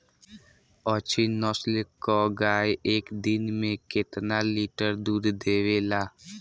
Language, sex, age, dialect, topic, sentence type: Bhojpuri, male, <18, Southern / Standard, agriculture, question